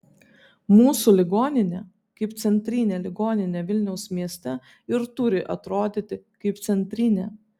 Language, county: Lithuanian, Vilnius